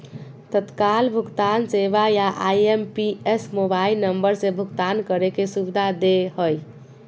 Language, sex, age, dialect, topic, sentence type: Magahi, female, 41-45, Southern, banking, statement